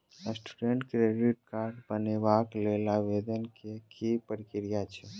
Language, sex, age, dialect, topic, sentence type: Maithili, female, 25-30, Southern/Standard, banking, question